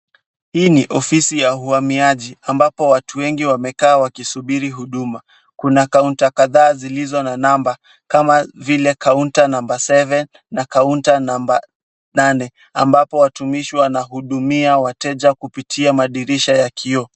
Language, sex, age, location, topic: Swahili, male, 18-24, Kisumu, government